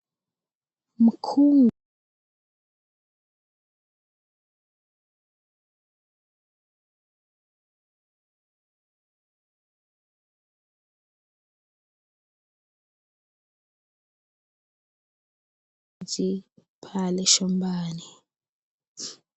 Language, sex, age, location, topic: Swahili, female, 18-24, Kisii, agriculture